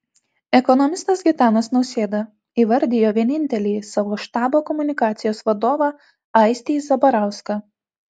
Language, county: Lithuanian, Tauragė